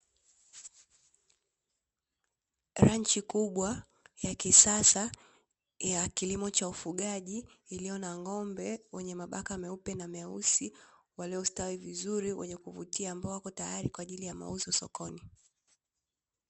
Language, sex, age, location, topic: Swahili, female, 18-24, Dar es Salaam, agriculture